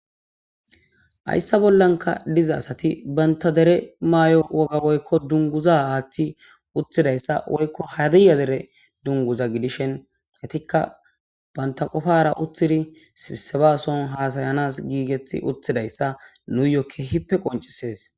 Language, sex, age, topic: Gamo, male, 18-24, government